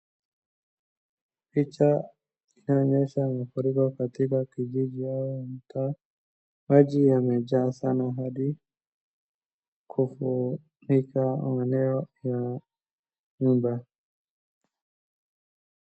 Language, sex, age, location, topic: Swahili, male, 18-24, Wajir, health